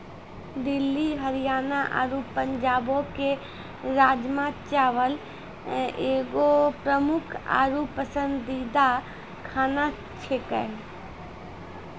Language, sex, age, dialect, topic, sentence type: Maithili, female, 25-30, Angika, agriculture, statement